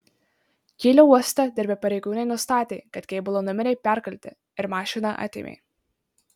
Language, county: Lithuanian, Marijampolė